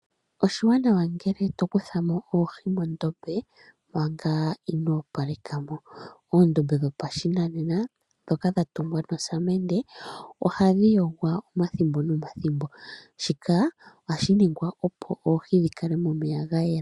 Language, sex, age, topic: Oshiwambo, male, 25-35, agriculture